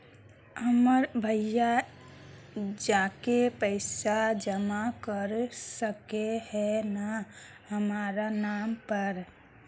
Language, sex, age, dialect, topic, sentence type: Magahi, female, 25-30, Northeastern/Surjapuri, banking, question